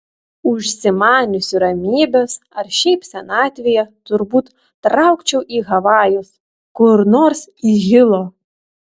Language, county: Lithuanian, Telšiai